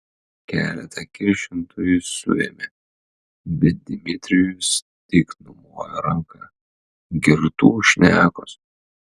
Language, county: Lithuanian, Utena